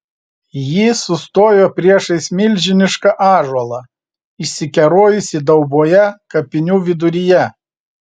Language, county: Lithuanian, Vilnius